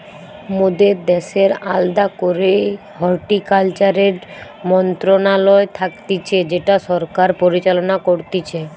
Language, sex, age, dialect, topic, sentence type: Bengali, female, 18-24, Western, agriculture, statement